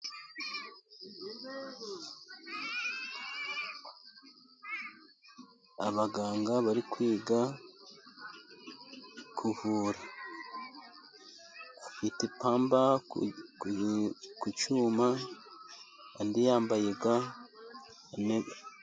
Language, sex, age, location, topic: Kinyarwanda, male, 50+, Musanze, education